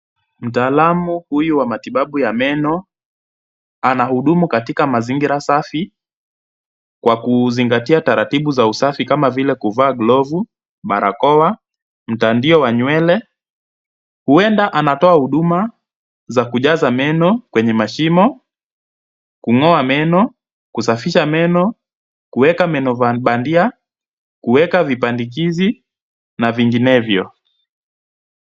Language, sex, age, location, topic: Swahili, male, 25-35, Kisumu, health